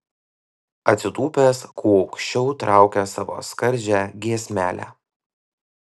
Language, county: Lithuanian, Vilnius